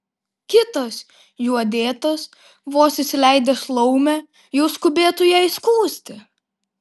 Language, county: Lithuanian, Vilnius